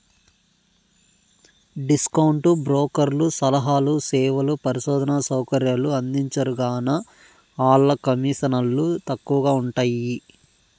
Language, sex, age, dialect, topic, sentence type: Telugu, male, 31-35, Southern, banking, statement